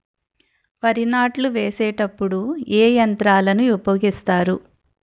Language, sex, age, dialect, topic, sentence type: Telugu, female, 41-45, Utterandhra, agriculture, question